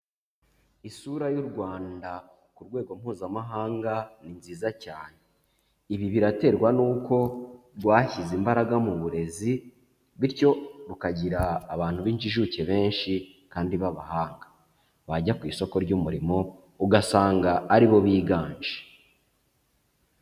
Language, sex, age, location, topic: Kinyarwanda, male, 25-35, Huye, education